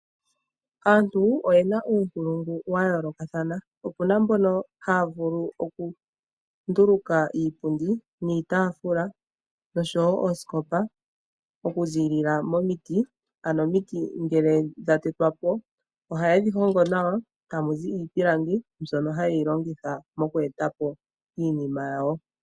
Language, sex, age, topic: Oshiwambo, female, 18-24, finance